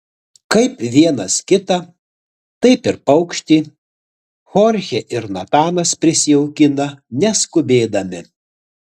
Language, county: Lithuanian, Utena